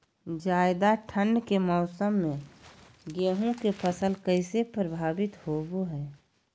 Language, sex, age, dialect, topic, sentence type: Magahi, female, 51-55, Southern, agriculture, question